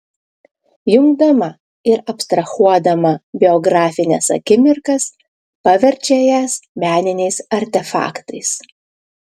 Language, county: Lithuanian, Klaipėda